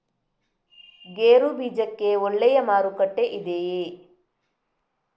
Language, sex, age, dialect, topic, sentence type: Kannada, female, 31-35, Coastal/Dakshin, agriculture, question